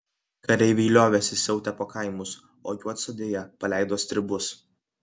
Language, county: Lithuanian, Kaunas